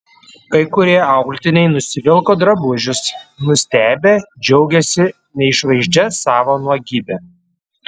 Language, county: Lithuanian, Panevėžys